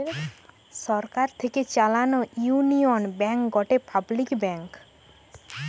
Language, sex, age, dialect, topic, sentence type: Bengali, female, 18-24, Western, banking, statement